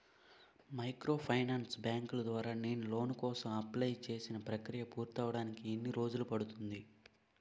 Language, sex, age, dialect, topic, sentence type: Telugu, male, 18-24, Utterandhra, banking, question